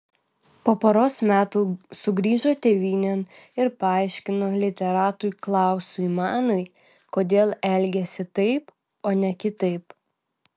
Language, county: Lithuanian, Vilnius